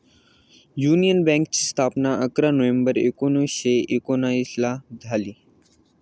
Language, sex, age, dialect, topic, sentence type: Marathi, male, 18-24, Northern Konkan, banking, statement